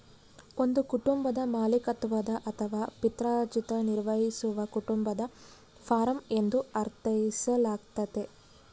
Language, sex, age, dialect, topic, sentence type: Kannada, female, 31-35, Central, agriculture, statement